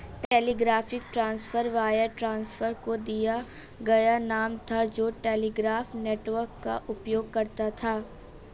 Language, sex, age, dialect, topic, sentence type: Hindi, female, 18-24, Marwari Dhudhari, banking, statement